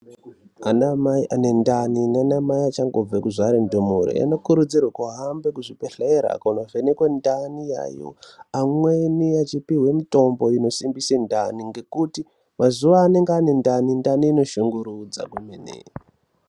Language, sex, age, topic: Ndau, male, 18-24, health